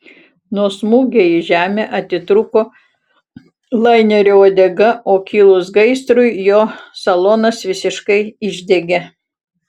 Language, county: Lithuanian, Utena